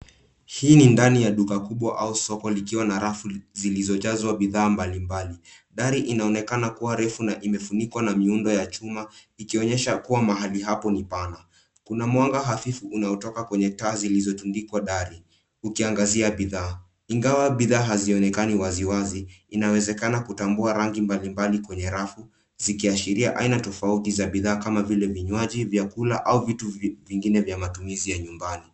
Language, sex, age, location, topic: Swahili, male, 18-24, Nairobi, finance